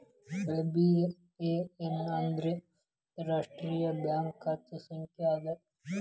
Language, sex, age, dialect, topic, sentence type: Kannada, male, 18-24, Dharwad Kannada, banking, statement